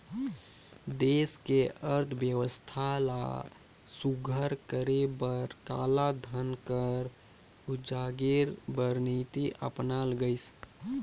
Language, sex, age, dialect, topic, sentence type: Chhattisgarhi, male, 25-30, Northern/Bhandar, banking, statement